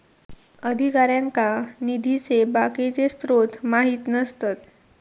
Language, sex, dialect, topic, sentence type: Marathi, female, Southern Konkan, banking, statement